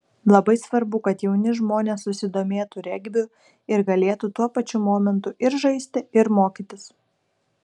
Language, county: Lithuanian, Kaunas